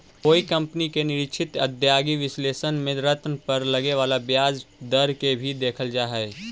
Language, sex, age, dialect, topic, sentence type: Magahi, male, 18-24, Central/Standard, banking, statement